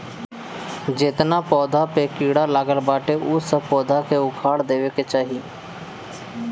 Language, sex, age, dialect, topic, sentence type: Bhojpuri, male, 25-30, Northern, agriculture, statement